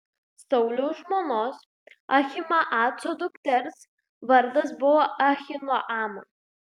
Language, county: Lithuanian, Klaipėda